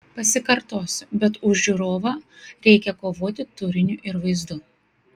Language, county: Lithuanian, Kaunas